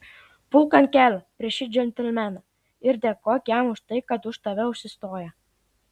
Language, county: Lithuanian, Klaipėda